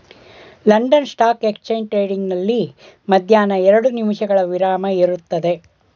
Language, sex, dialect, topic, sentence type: Kannada, male, Mysore Kannada, banking, statement